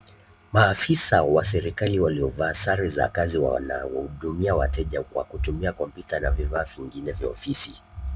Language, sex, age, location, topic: Swahili, male, 18-24, Nakuru, government